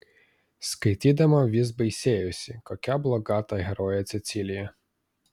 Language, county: Lithuanian, Vilnius